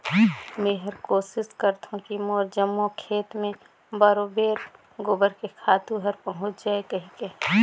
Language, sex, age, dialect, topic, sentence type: Chhattisgarhi, female, 25-30, Northern/Bhandar, agriculture, statement